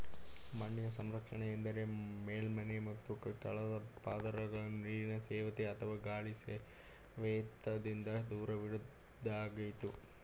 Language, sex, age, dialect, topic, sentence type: Kannada, male, 18-24, Mysore Kannada, agriculture, statement